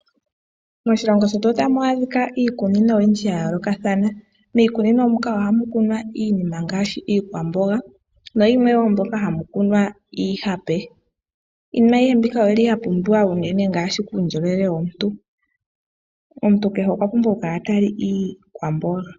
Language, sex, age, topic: Oshiwambo, female, 18-24, agriculture